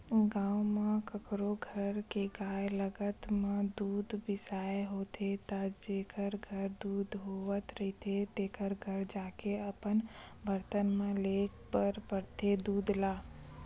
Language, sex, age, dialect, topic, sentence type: Chhattisgarhi, female, 25-30, Western/Budati/Khatahi, agriculture, statement